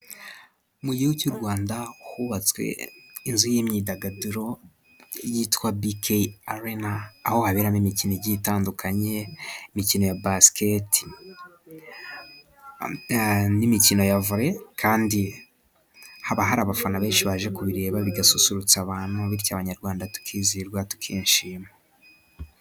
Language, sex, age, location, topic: Kinyarwanda, male, 18-24, Musanze, government